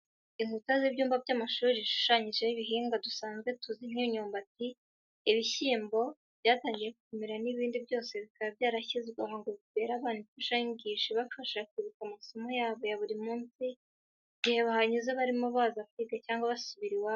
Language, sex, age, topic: Kinyarwanda, female, 18-24, education